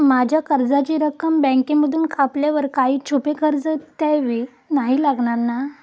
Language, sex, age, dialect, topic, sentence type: Marathi, female, 18-24, Standard Marathi, banking, question